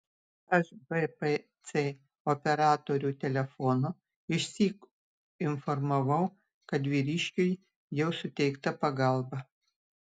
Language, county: Lithuanian, Utena